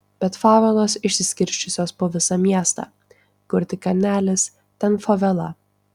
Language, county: Lithuanian, Tauragė